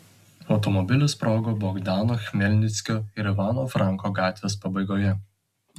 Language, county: Lithuanian, Telšiai